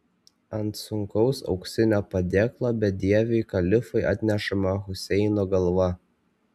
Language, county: Lithuanian, Kaunas